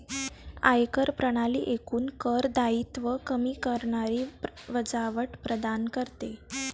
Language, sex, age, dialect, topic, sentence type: Marathi, female, 18-24, Varhadi, banking, statement